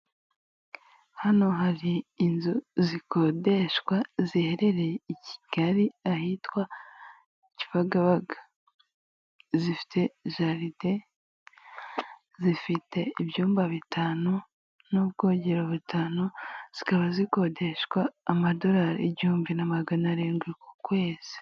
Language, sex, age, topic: Kinyarwanda, female, 18-24, finance